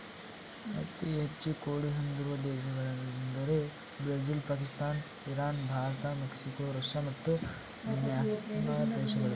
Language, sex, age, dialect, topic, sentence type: Kannada, male, 18-24, Mysore Kannada, agriculture, statement